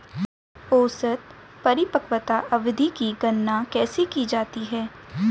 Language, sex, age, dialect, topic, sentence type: Hindi, female, 18-24, Hindustani Malvi Khadi Boli, banking, question